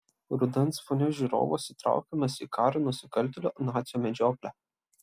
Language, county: Lithuanian, Klaipėda